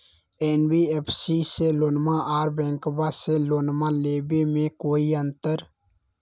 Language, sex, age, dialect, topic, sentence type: Magahi, male, 18-24, Western, banking, question